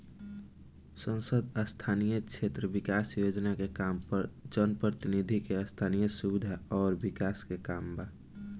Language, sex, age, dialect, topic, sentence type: Bhojpuri, male, <18, Northern, banking, statement